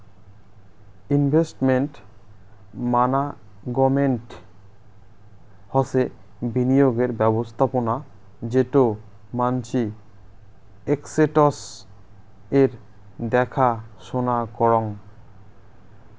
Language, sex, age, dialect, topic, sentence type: Bengali, male, 25-30, Rajbangshi, banking, statement